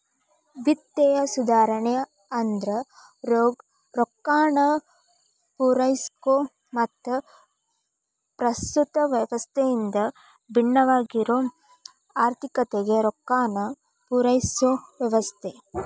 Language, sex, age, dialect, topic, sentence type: Kannada, female, 18-24, Dharwad Kannada, banking, statement